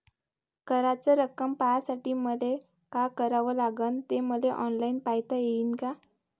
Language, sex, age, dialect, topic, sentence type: Marathi, male, 18-24, Varhadi, banking, question